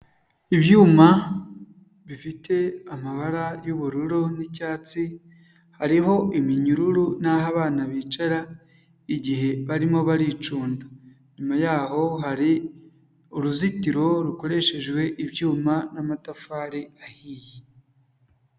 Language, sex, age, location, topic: Kinyarwanda, male, 25-35, Huye, health